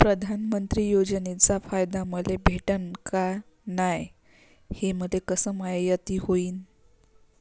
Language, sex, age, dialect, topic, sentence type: Marathi, female, 25-30, Varhadi, banking, question